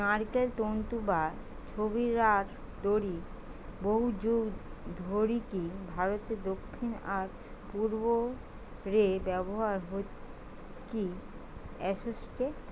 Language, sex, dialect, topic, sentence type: Bengali, female, Western, agriculture, statement